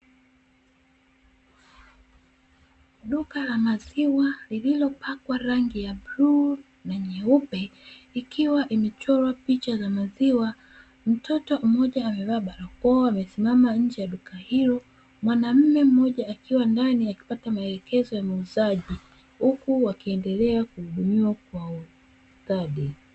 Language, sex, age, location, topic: Swahili, female, 36-49, Dar es Salaam, finance